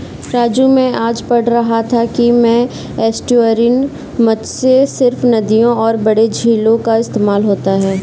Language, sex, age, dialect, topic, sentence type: Hindi, female, 46-50, Kanauji Braj Bhasha, agriculture, statement